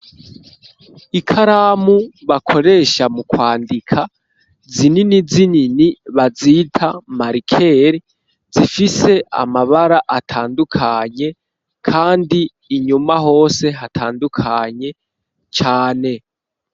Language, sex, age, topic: Rundi, male, 18-24, education